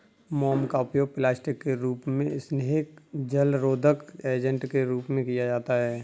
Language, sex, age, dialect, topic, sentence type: Hindi, male, 31-35, Kanauji Braj Bhasha, agriculture, statement